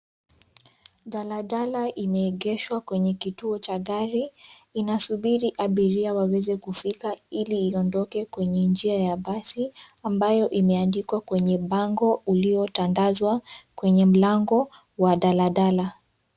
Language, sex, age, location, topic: Swahili, female, 18-24, Nairobi, government